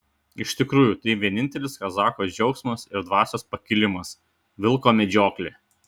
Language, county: Lithuanian, Šiauliai